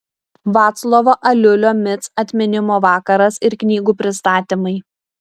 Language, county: Lithuanian, Šiauliai